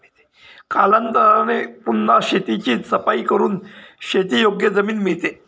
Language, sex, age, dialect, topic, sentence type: Marathi, male, 36-40, Standard Marathi, agriculture, statement